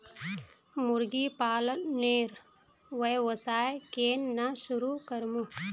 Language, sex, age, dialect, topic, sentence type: Magahi, female, 25-30, Northeastern/Surjapuri, agriculture, statement